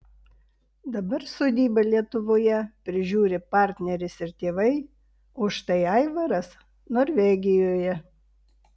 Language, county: Lithuanian, Vilnius